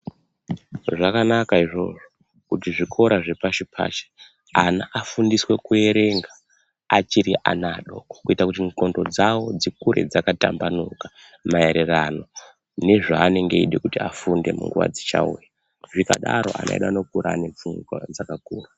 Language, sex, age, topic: Ndau, male, 18-24, education